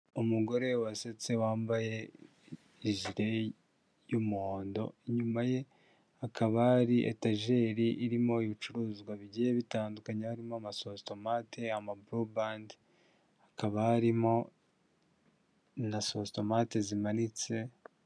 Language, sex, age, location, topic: Kinyarwanda, male, 18-24, Huye, health